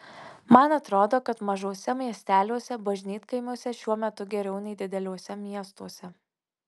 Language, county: Lithuanian, Alytus